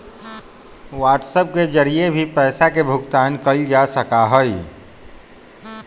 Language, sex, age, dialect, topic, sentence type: Magahi, male, 31-35, Western, banking, statement